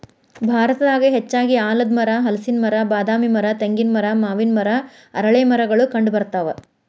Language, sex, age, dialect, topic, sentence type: Kannada, female, 41-45, Dharwad Kannada, agriculture, statement